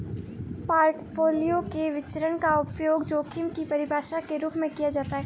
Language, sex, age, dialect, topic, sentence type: Hindi, female, 25-30, Marwari Dhudhari, banking, statement